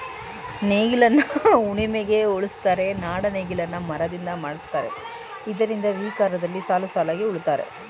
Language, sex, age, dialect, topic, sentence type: Kannada, female, 36-40, Mysore Kannada, agriculture, statement